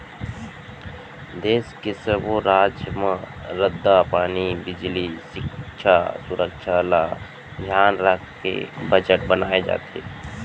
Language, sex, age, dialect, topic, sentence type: Chhattisgarhi, male, 31-35, Central, banking, statement